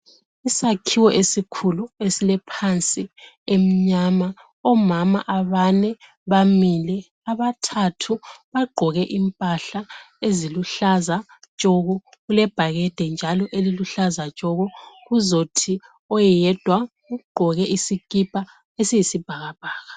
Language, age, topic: North Ndebele, 36-49, health